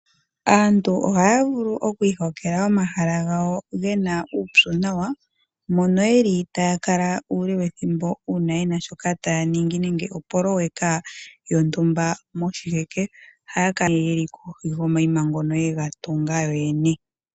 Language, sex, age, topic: Oshiwambo, female, 18-24, agriculture